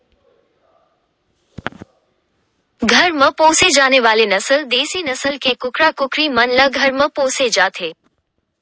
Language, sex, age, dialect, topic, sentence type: Chhattisgarhi, male, 18-24, Western/Budati/Khatahi, agriculture, statement